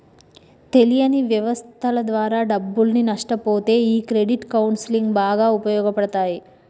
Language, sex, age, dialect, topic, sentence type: Telugu, female, 31-35, Telangana, banking, statement